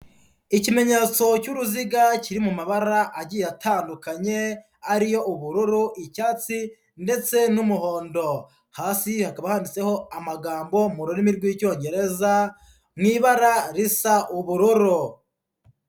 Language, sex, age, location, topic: Kinyarwanda, male, 25-35, Kigali, health